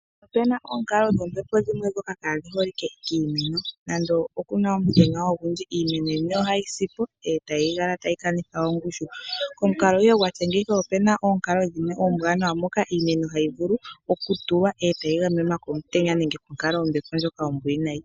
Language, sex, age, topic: Oshiwambo, female, 18-24, agriculture